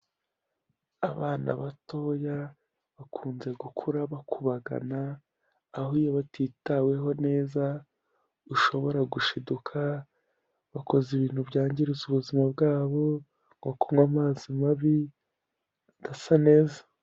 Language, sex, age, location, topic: Kinyarwanda, male, 18-24, Kigali, health